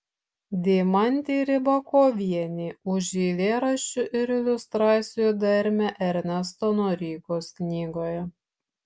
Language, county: Lithuanian, Šiauliai